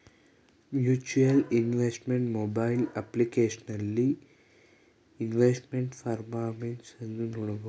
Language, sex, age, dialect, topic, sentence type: Kannada, male, 18-24, Mysore Kannada, banking, statement